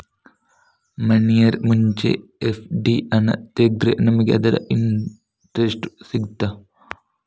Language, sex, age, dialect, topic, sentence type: Kannada, male, 36-40, Coastal/Dakshin, banking, question